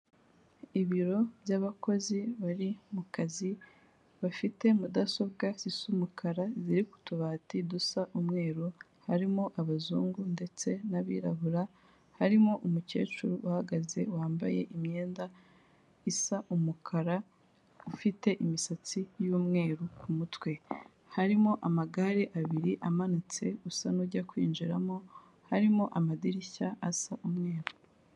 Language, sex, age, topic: Kinyarwanda, female, 18-24, finance